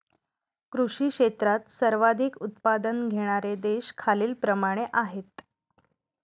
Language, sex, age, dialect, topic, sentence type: Marathi, female, 31-35, Northern Konkan, agriculture, statement